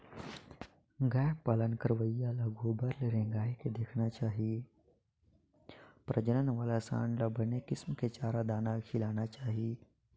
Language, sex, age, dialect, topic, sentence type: Chhattisgarhi, male, 56-60, Northern/Bhandar, agriculture, statement